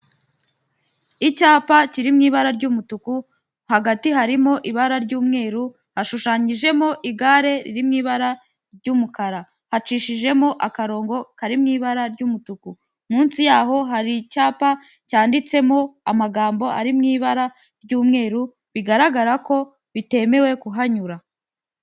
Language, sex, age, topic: Kinyarwanda, female, 18-24, government